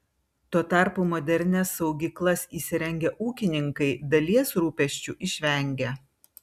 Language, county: Lithuanian, Vilnius